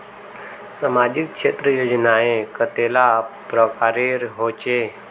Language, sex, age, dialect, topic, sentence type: Magahi, male, 18-24, Northeastern/Surjapuri, banking, question